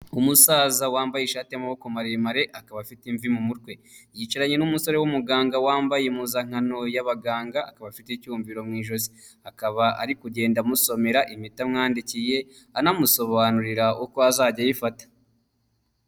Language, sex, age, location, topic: Kinyarwanda, male, 25-35, Huye, health